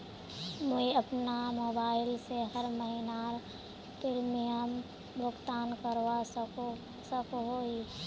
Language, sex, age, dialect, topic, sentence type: Magahi, female, 25-30, Northeastern/Surjapuri, banking, question